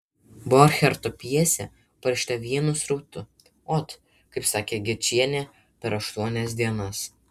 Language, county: Lithuanian, Vilnius